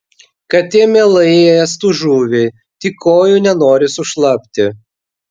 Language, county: Lithuanian, Vilnius